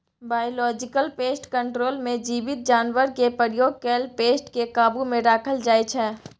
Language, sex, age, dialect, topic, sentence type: Maithili, female, 18-24, Bajjika, agriculture, statement